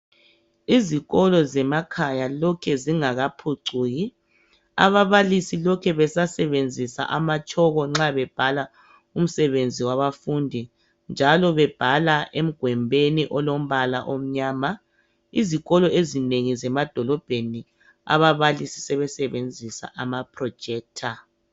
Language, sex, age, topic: North Ndebele, female, 50+, education